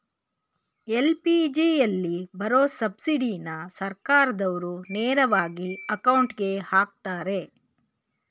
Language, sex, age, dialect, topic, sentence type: Kannada, female, 51-55, Mysore Kannada, banking, statement